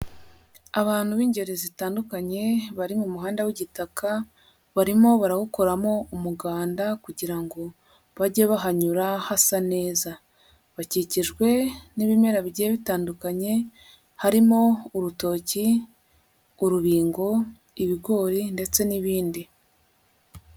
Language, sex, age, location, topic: Kinyarwanda, female, 36-49, Huye, agriculture